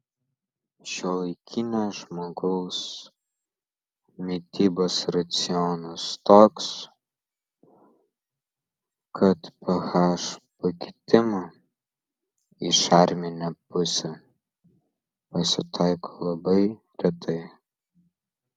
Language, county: Lithuanian, Vilnius